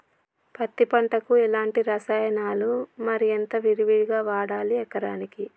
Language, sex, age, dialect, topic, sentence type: Telugu, male, 31-35, Telangana, agriculture, question